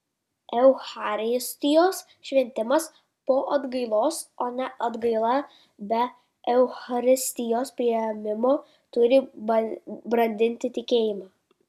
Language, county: Lithuanian, Kaunas